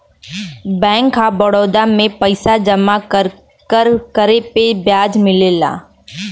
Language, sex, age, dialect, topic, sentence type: Bhojpuri, female, 18-24, Western, banking, statement